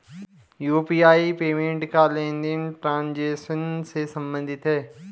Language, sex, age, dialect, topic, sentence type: Hindi, male, 25-30, Garhwali, banking, statement